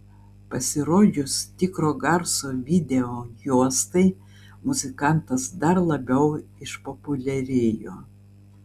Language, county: Lithuanian, Vilnius